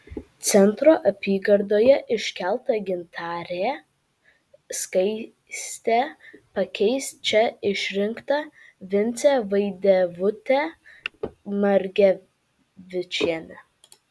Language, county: Lithuanian, Vilnius